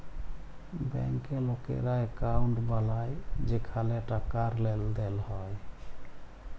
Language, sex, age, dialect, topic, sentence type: Bengali, male, 18-24, Jharkhandi, banking, statement